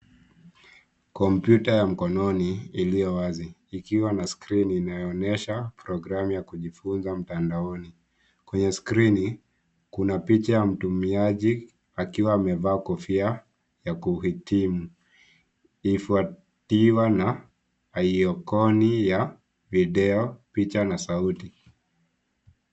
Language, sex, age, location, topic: Swahili, male, 18-24, Nairobi, education